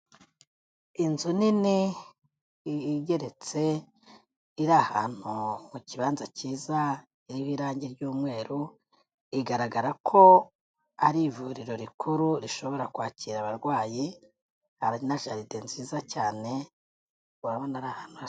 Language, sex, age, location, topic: Kinyarwanda, female, 36-49, Kigali, health